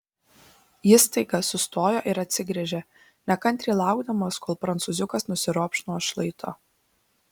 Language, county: Lithuanian, Šiauliai